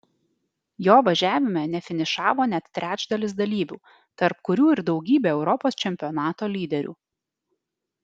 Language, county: Lithuanian, Alytus